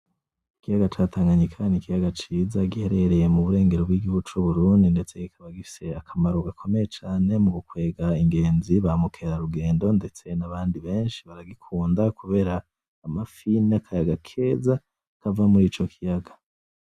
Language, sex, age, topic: Rundi, male, 25-35, agriculture